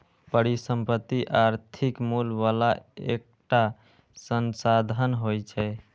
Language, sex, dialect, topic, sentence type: Maithili, male, Eastern / Thethi, banking, statement